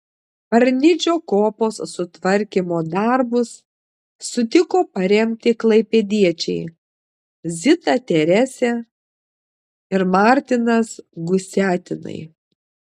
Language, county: Lithuanian, Klaipėda